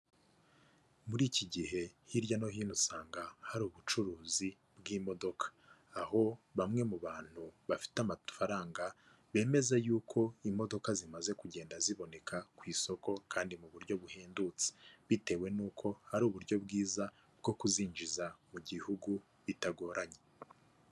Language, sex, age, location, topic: Kinyarwanda, male, 25-35, Kigali, finance